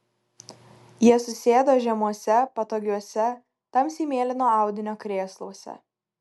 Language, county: Lithuanian, Kaunas